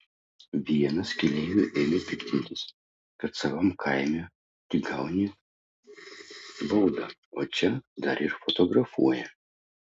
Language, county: Lithuanian, Utena